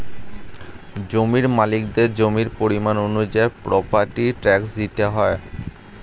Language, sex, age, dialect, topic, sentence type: Bengali, male, 18-24, Standard Colloquial, banking, statement